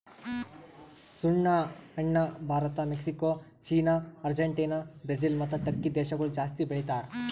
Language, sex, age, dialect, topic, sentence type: Kannada, male, 18-24, Northeastern, agriculture, statement